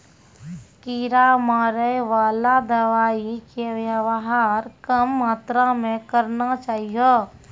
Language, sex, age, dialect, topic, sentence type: Maithili, female, 25-30, Angika, agriculture, statement